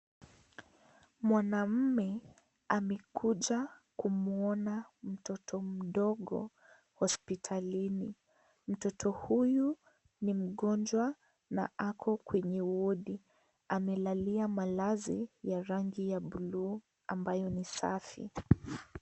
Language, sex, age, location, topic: Swahili, female, 18-24, Kisii, health